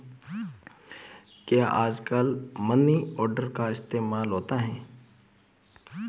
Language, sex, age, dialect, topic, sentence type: Hindi, male, 25-30, Marwari Dhudhari, banking, question